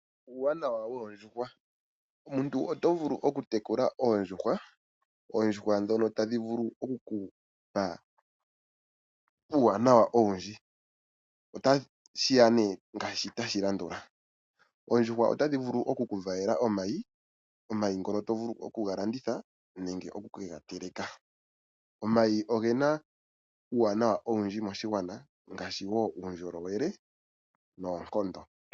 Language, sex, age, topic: Oshiwambo, male, 25-35, agriculture